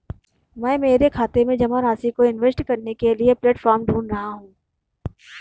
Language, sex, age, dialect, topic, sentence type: Hindi, female, 31-35, Marwari Dhudhari, banking, statement